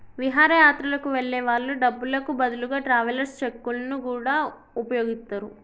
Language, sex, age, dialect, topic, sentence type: Telugu, male, 56-60, Telangana, banking, statement